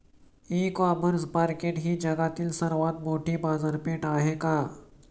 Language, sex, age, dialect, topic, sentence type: Marathi, male, 25-30, Standard Marathi, agriculture, question